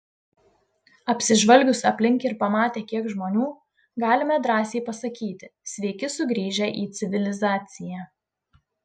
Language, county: Lithuanian, Utena